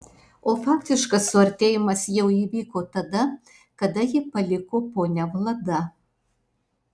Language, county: Lithuanian, Alytus